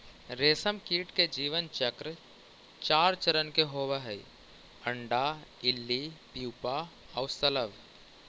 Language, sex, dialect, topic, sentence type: Magahi, male, Central/Standard, agriculture, statement